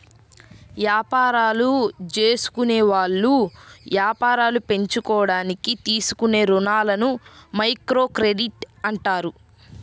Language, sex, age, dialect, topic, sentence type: Telugu, female, 31-35, Central/Coastal, banking, statement